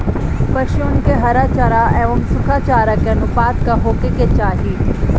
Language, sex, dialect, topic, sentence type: Bhojpuri, female, Northern, agriculture, question